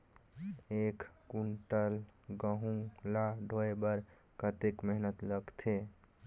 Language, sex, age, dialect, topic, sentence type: Chhattisgarhi, male, 18-24, Northern/Bhandar, agriculture, question